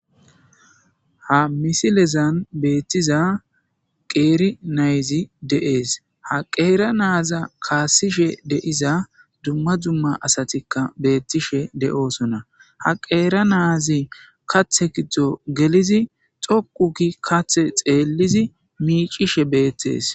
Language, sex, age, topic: Gamo, male, 18-24, agriculture